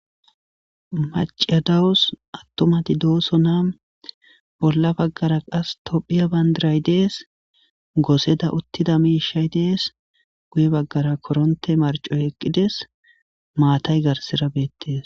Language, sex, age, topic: Gamo, male, 18-24, government